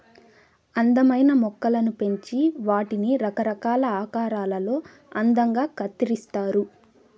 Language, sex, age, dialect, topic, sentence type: Telugu, female, 18-24, Southern, agriculture, statement